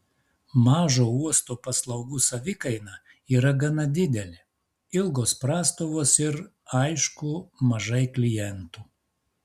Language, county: Lithuanian, Klaipėda